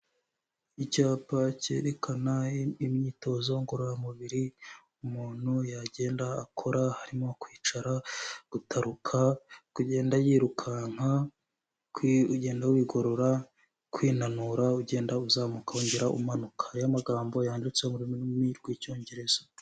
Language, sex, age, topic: Kinyarwanda, male, 25-35, health